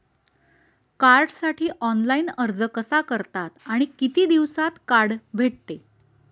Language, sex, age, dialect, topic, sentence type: Marathi, female, 36-40, Standard Marathi, banking, question